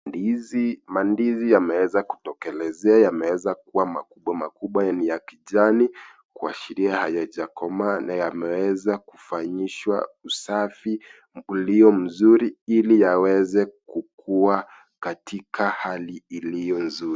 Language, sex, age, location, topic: Swahili, male, 25-35, Kisii, agriculture